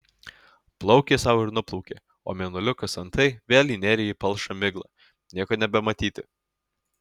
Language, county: Lithuanian, Alytus